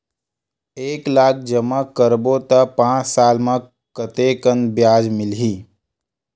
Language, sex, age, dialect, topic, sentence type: Chhattisgarhi, male, 25-30, Western/Budati/Khatahi, banking, question